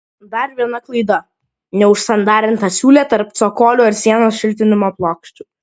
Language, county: Lithuanian, Klaipėda